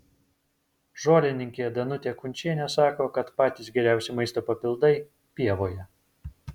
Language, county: Lithuanian, Vilnius